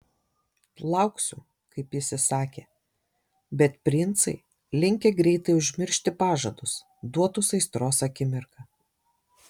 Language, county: Lithuanian, Šiauliai